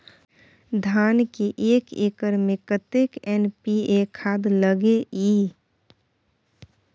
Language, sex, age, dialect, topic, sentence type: Maithili, female, 25-30, Bajjika, agriculture, question